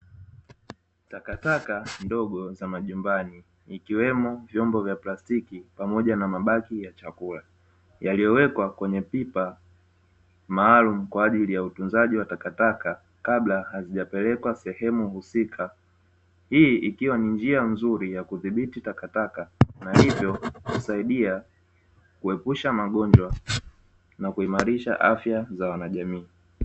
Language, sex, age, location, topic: Swahili, male, 25-35, Dar es Salaam, government